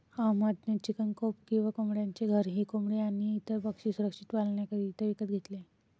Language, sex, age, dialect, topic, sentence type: Marathi, female, 25-30, Varhadi, agriculture, statement